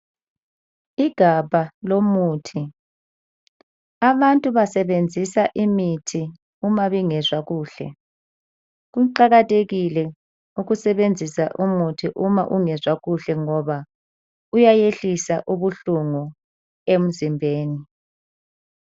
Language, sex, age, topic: North Ndebele, female, 18-24, health